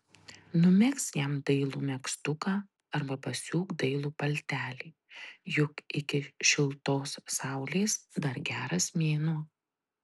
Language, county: Lithuanian, Tauragė